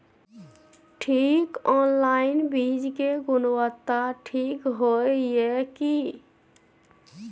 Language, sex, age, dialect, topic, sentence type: Maithili, female, 31-35, Bajjika, agriculture, question